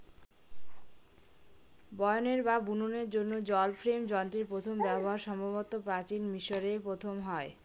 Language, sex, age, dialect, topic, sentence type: Bengali, female, 25-30, Northern/Varendri, agriculture, statement